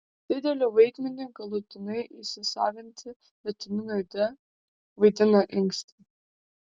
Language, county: Lithuanian, Vilnius